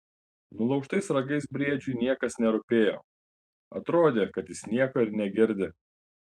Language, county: Lithuanian, Panevėžys